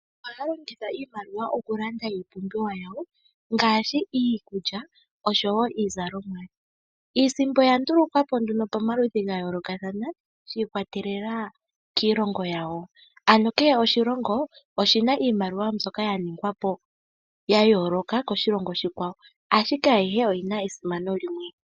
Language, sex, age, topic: Oshiwambo, female, 18-24, finance